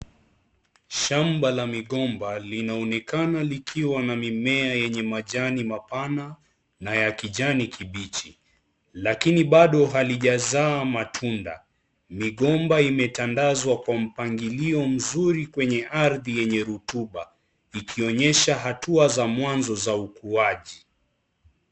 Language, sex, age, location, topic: Swahili, male, 25-35, Kisii, agriculture